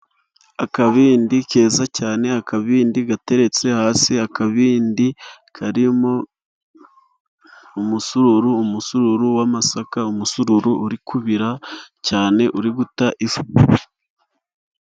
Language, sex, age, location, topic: Kinyarwanda, male, 25-35, Musanze, government